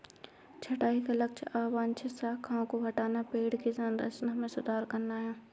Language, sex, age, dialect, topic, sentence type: Hindi, female, 60-100, Awadhi Bundeli, agriculture, statement